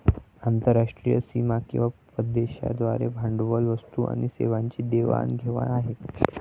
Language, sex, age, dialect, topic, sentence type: Marathi, male, 18-24, Varhadi, banking, statement